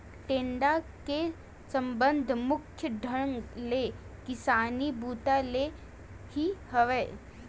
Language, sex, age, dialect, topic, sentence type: Chhattisgarhi, female, 18-24, Western/Budati/Khatahi, agriculture, statement